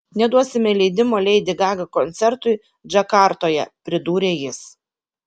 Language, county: Lithuanian, Kaunas